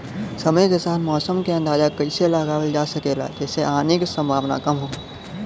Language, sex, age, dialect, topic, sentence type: Bhojpuri, male, 25-30, Western, agriculture, question